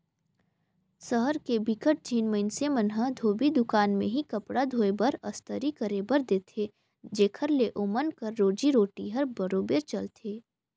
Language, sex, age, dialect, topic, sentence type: Chhattisgarhi, female, 18-24, Northern/Bhandar, banking, statement